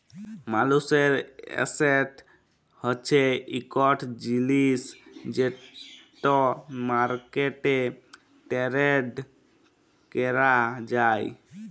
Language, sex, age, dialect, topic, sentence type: Bengali, male, 25-30, Jharkhandi, banking, statement